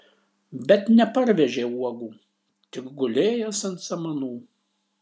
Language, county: Lithuanian, Šiauliai